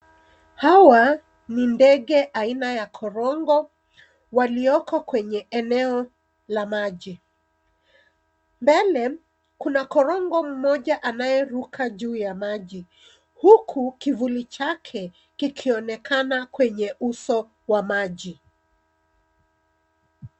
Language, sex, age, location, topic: Swahili, female, 36-49, Nairobi, government